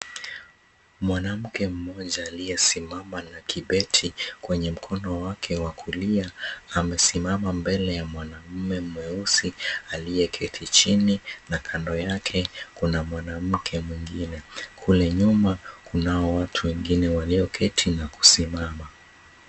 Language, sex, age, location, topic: Swahili, male, 18-24, Mombasa, health